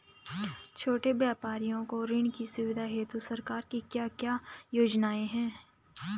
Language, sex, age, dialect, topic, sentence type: Hindi, female, 25-30, Garhwali, banking, question